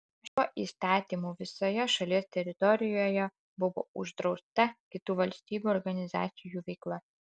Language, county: Lithuanian, Alytus